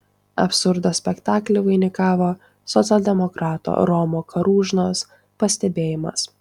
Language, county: Lithuanian, Tauragė